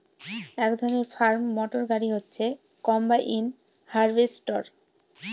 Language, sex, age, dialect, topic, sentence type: Bengali, female, 18-24, Northern/Varendri, agriculture, statement